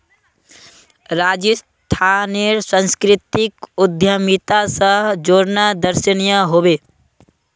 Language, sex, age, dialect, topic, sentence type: Magahi, male, 18-24, Northeastern/Surjapuri, banking, statement